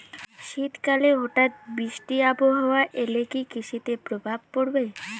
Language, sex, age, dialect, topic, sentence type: Bengali, female, 18-24, Rajbangshi, agriculture, question